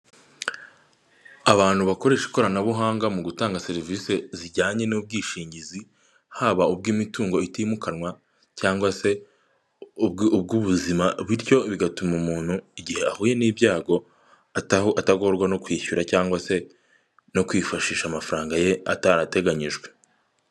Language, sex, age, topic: Kinyarwanda, male, 18-24, finance